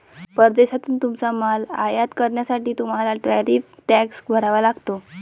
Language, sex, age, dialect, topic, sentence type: Marathi, female, 18-24, Varhadi, banking, statement